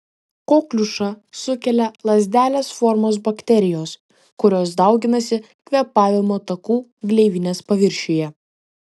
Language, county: Lithuanian, Vilnius